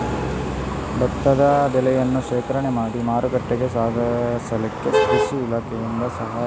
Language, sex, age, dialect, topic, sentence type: Kannada, male, 18-24, Coastal/Dakshin, agriculture, question